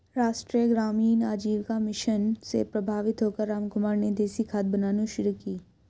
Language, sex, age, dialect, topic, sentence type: Hindi, female, 18-24, Hindustani Malvi Khadi Boli, banking, statement